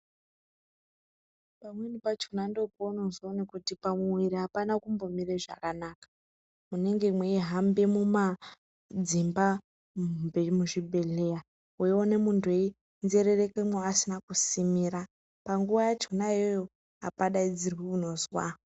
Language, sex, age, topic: Ndau, female, 36-49, health